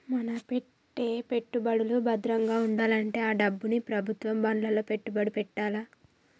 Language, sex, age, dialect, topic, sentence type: Telugu, female, 41-45, Telangana, banking, statement